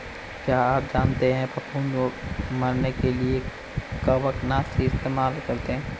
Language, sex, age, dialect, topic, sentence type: Hindi, male, 18-24, Marwari Dhudhari, agriculture, statement